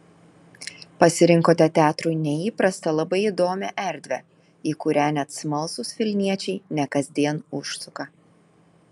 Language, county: Lithuanian, Telšiai